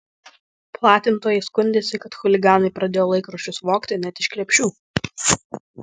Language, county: Lithuanian, Vilnius